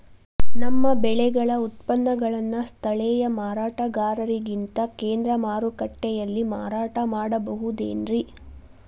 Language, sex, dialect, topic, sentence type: Kannada, female, Dharwad Kannada, agriculture, question